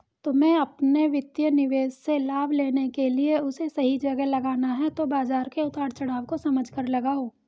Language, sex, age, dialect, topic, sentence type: Hindi, female, 18-24, Hindustani Malvi Khadi Boli, banking, statement